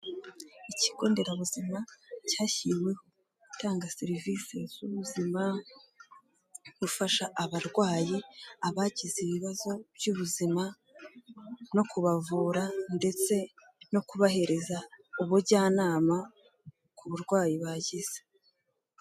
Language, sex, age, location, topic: Kinyarwanda, female, 18-24, Kigali, health